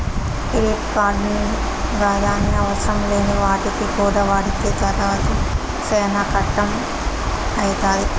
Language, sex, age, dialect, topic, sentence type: Telugu, female, 18-24, Southern, banking, statement